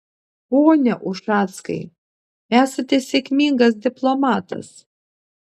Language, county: Lithuanian, Klaipėda